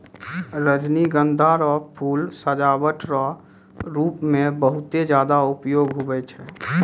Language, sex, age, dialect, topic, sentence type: Maithili, male, 18-24, Angika, agriculture, statement